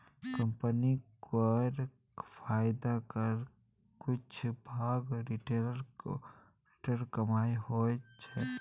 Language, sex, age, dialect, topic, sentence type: Maithili, male, 18-24, Bajjika, banking, statement